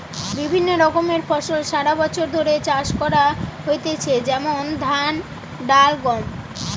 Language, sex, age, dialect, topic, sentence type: Bengali, female, 18-24, Western, agriculture, statement